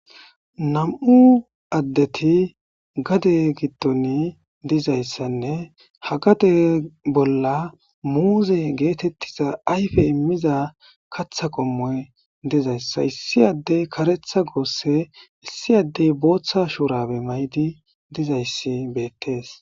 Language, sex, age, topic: Gamo, male, 25-35, agriculture